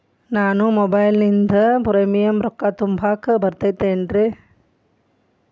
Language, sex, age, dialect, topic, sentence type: Kannada, female, 41-45, Dharwad Kannada, banking, question